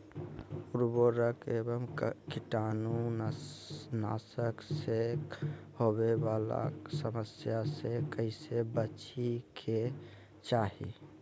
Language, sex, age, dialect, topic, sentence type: Magahi, male, 18-24, Southern, agriculture, question